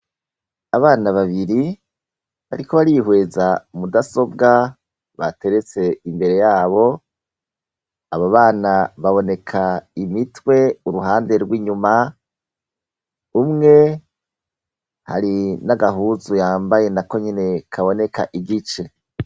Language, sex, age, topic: Rundi, male, 36-49, education